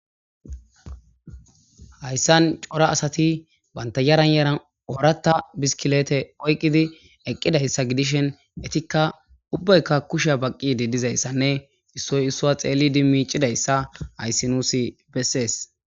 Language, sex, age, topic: Gamo, male, 18-24, government